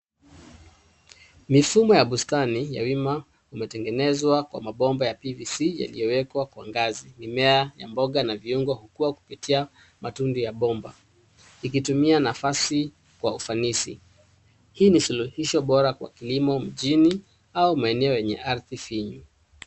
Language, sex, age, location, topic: Swahili, male, 36-49, Nairobi, agriculture